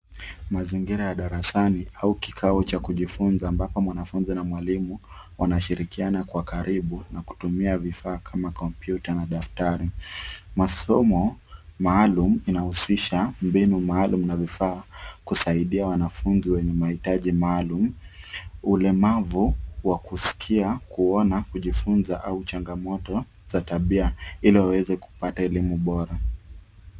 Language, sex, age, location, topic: Swahili, male, 25-35, Nairobi, education